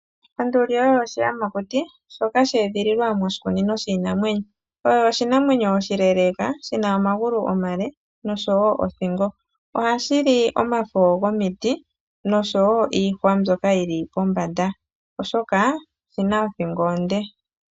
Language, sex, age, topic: Oshiwambo, female, 25-35, agriculture